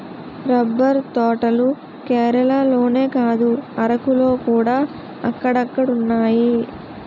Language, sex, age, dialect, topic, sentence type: Telugu, female, 18-24, Utterandhra, agriculture, statement